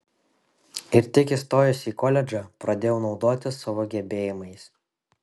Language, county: Lithuanian, Šiauliai